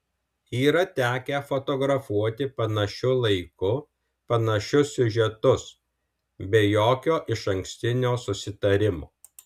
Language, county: Lithuanian, Alytus